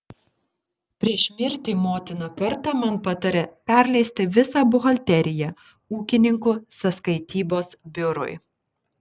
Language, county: Lithuanian, Šiauliai